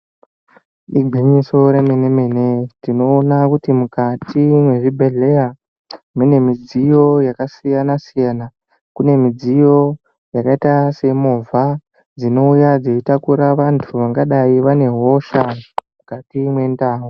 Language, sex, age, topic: Ndau, male, 25-35, health